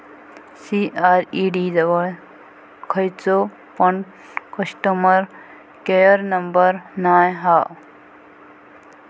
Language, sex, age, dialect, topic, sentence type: Marathi, female, 25-30, Southern Konkan, banking, statement